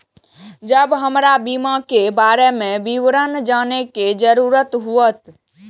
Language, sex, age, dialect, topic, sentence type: Maithili, female, 18-24, Eastern / Thethi, banking, question